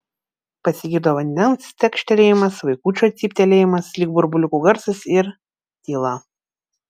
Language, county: Lithuanian, Vilnius